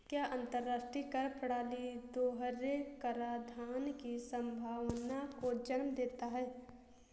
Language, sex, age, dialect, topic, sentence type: Hindi, female, 18-24, Awadhi Bundeli, banking, statement